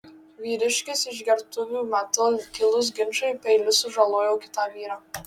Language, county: Lithuanian, Marijampolė